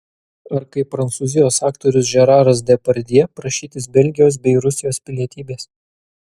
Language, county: Lithuanian, Kaunas